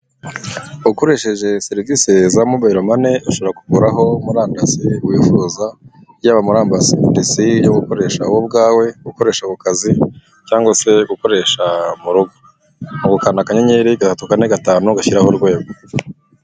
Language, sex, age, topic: Kinyarwanda, male, 25-35, finance